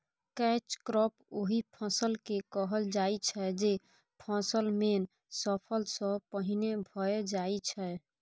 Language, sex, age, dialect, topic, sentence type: Maithili, female, 18-24, Bajjika, agriculture, statement